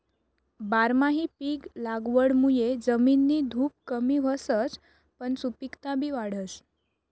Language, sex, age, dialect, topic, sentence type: Marathi, female, 31-35, Northern Konkan, agriculture, statement